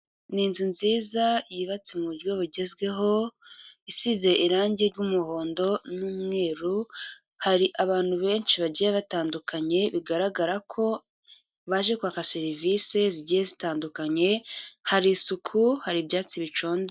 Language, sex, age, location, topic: Kinyarwanda, female, 36-49, Kigali, government